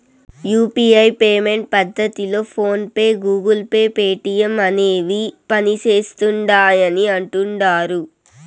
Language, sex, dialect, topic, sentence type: Telugu, female, Southern, banking, statement